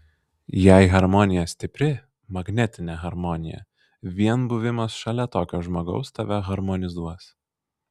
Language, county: Lithuanian, Vilnius